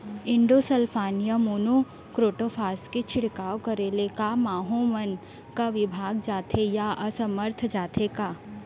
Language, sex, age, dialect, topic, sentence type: Chhattisgarhi, female, 18-24, Central, agriculture, question